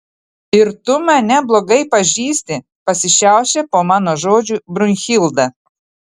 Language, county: Lithuanian, Telšiai